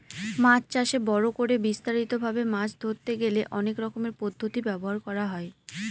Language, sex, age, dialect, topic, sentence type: Bengali, female, 18-24, Northern/Varendri, agriculture, statement